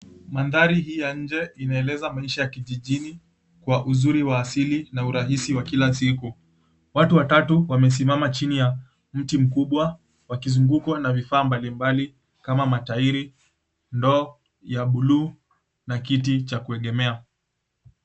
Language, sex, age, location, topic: Swahili, male, 18-24, Mombasa, government